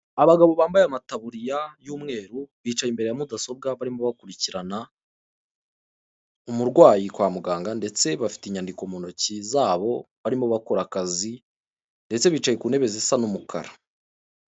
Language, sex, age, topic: Kinyarwanda, male, 25-35, government